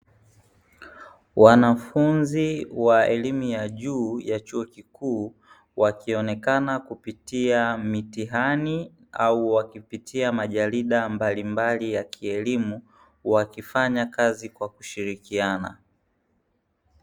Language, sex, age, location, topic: Swahili, male, 18-24, Dar es Salaam, education